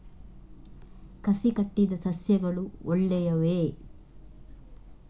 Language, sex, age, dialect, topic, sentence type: Kannada, female, 46-50, Coastal/Dakshin, agriculture, question